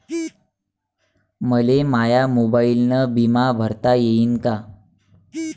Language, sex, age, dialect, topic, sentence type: Marathi, male, 18-24, Varhadi, banking, question